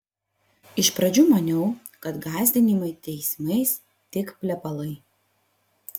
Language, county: Lithuanian, Vilnius